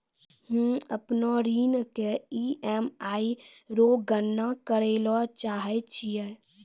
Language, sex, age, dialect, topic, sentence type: Maithili, female, 36-40, Angika, banking, statement